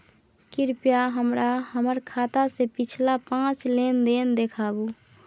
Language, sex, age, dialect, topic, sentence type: Maithili, female, 41-45, Bajjika, banking, statement